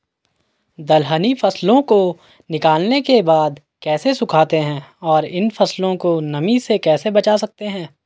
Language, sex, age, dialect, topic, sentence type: Hindi, male, 41-45, Garhwali, agriculture, question